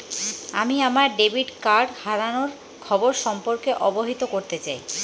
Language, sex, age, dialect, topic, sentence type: Bengali, female, 31-35, Jharkhandi, banking, statement